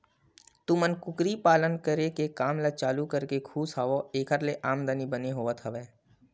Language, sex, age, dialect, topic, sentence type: Chhattisgarhi, male, 18-24, Western/Budati/Khatahi, agriculture, statement